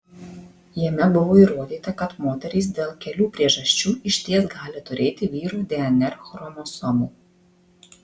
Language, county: Lithuanian, Marijampolė